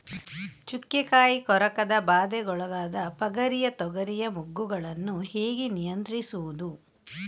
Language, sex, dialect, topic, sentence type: Kannada, female, Coastal/Dakshin, agriculture, question